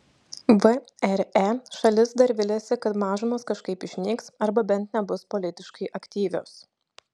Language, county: Lithuanian, Šiauliai